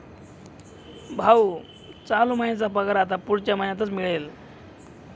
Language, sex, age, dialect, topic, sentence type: Marathi, male, 25-30, Northern Konkan, banking, statement